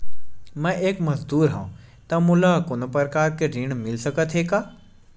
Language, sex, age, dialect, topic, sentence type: Chhattisgarhi, male, 18-24, Western/Budati/Khatahi, banking, question